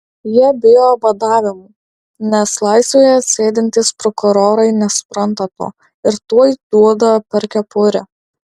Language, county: Lithuanian, Alytus